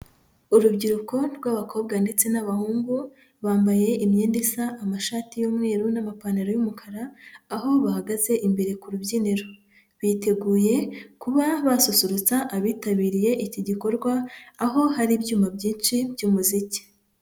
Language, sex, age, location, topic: Kinyarwanda, female, 25-35, Huye, education